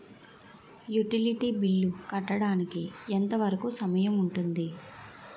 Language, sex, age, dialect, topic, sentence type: Telugu, female, 18-24, Utterandhra, banking, question